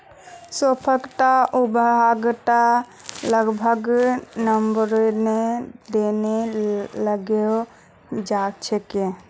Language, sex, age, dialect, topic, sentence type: Magahi, female, 25-30, Northeastern/Surjapuri, agriculture, statement